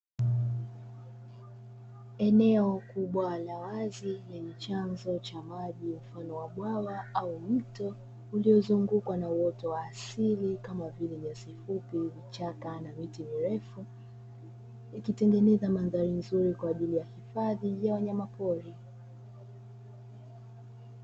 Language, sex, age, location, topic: Swahili, female, 25-35, Dar es Salaam, agriculture